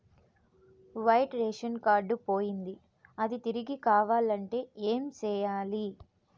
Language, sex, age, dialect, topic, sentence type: Telugu, female, 25-30, Southern, banking, question